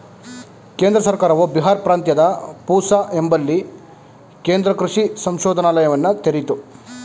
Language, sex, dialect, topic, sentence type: Kannada, male, Mysore Kannada, agriculture, statement